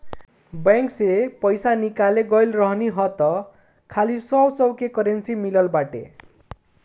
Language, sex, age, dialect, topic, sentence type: Bhojpuri, male, 25-30, Northern, banking, statement